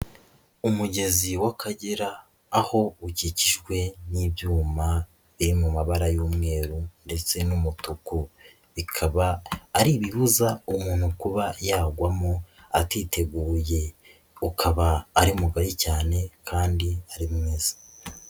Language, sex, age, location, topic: Kinyarwanda, male, 36-49, Nyagatare, agriculture